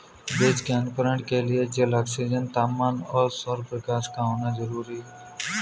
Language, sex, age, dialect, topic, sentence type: Hindi, male, 18-24, Kanauji Braj Bhasha, agriculture, statement